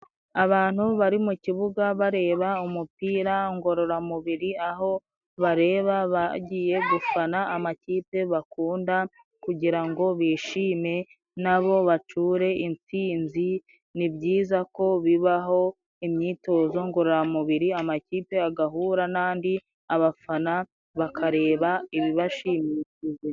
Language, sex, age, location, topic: Kinyarwanda, female, 25-35, Musanze, government